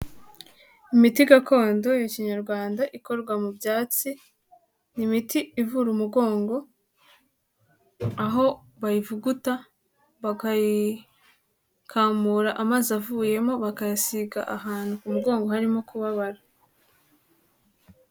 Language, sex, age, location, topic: Kinyarwanda, female, 18-24, Kigali, health